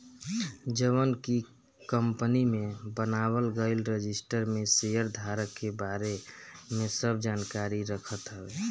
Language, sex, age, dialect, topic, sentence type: Bhojpuri, male, 51-55, Northern, banking, statement